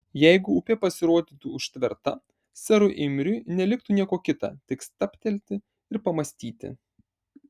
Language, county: Lithuanian, Marijampolė